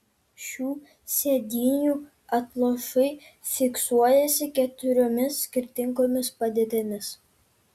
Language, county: Lithuanian, Kaunas